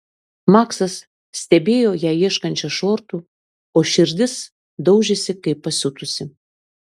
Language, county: Lithuanian, Klaipėda